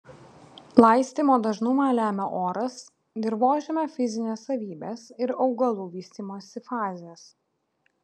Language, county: Lithuanian, Vilnius